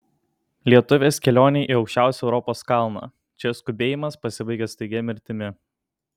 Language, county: Lithuanian, Kaunas